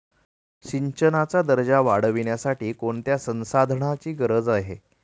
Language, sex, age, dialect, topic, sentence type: Marathi, male, 36-40, Standard Marathi, agriculture, statement